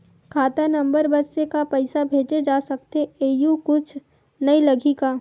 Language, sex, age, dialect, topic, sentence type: Chhattisgarhi, female, 25-30, Western/Budati/Khatahi, banking, question